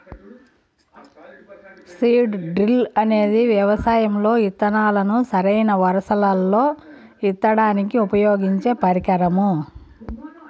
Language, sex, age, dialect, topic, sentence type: Telugu, female, 41-45, Southern, agriculture, statement